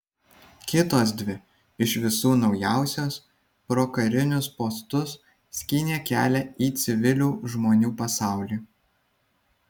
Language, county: Lithuanian, Vilnius